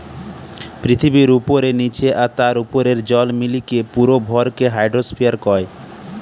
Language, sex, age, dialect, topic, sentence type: Bengali, male, 31-35, Western, agriculture, statement